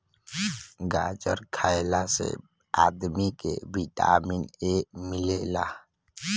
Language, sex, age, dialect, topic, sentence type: Bhojpuri, male, <18, Northern, agriculture, statement